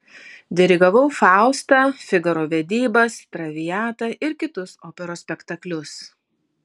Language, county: Lithuanian, Vilnius